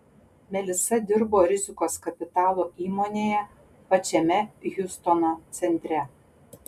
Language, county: Lithuanian, Panevėžys